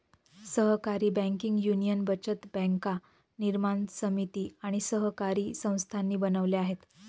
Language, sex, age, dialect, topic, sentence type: Marathi, female, 25-30, Northern Konkan, banking, statement